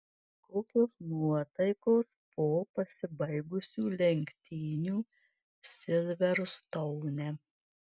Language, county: Lithuanian, Marijampolė